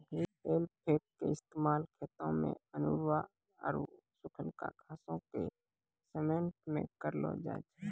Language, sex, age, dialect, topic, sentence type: Maithili, male, 18-24, Angika, agriculture, statement